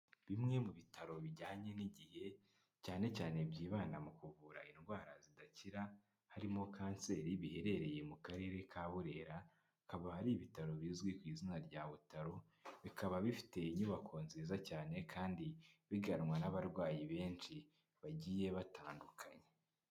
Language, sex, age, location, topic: Kinyarwanda, male, 25-35, Kigali, health